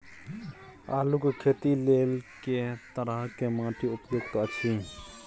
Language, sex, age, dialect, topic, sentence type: Maithili, male, 36-40, Bajjika, agriculture, question